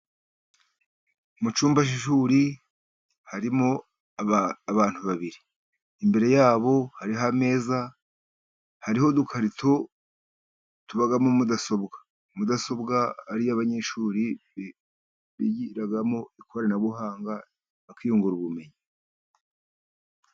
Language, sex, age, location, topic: Kinyarwanda, male, 50+, Musanze, education